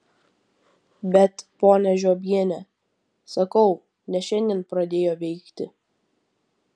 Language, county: Lithuanian, Vilnius